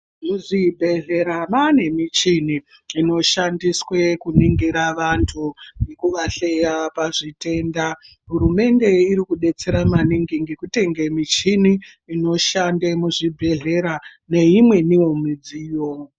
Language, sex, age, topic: Ndau, female, 25-35, health